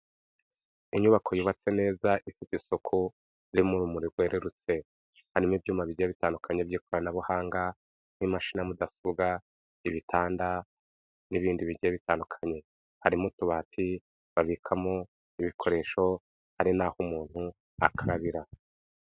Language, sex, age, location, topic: Kinyarwanda, male, 36-49, Kigali, health